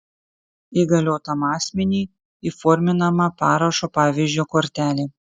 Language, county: Lithuanian, Kaunas